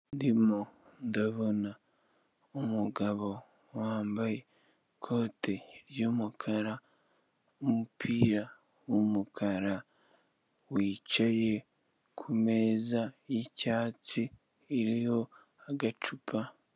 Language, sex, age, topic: Kinyarwanda, male, 18-24, government